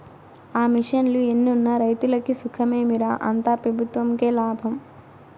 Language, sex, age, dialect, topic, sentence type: Telugu, female, 18-24, Southern, agriculture, statement